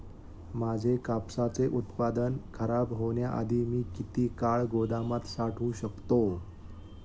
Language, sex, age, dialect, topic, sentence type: Marathi, male, 25-30, Standard Marathi, agriculture, question